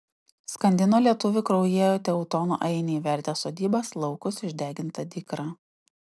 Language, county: Lithuanian, Utena